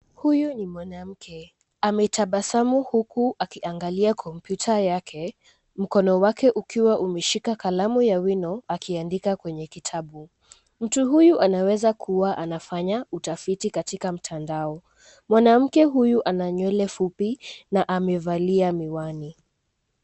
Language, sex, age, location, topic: Swahili, female, 18-24, Nairobi, education